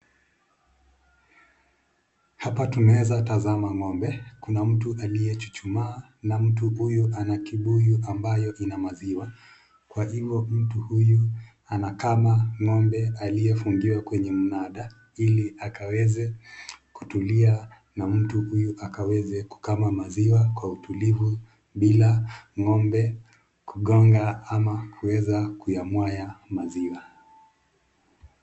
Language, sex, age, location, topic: Swahili, male, 25-35, Nakuru, agriculture